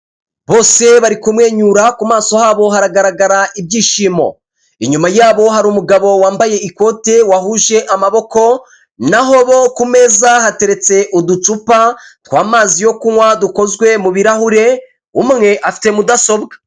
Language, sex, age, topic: Kinyarwanda, male, 25-35, government